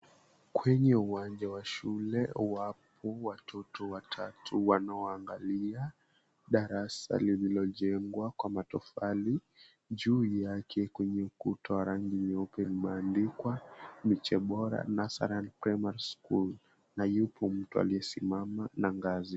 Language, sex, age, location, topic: Swahili, male, 18-24, Mombasa, education